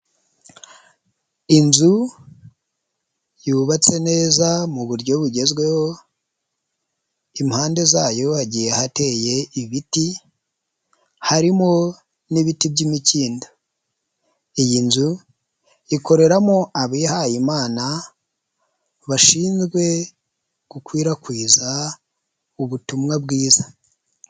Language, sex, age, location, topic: Kinyarwanda, male, 25-35, Huye, health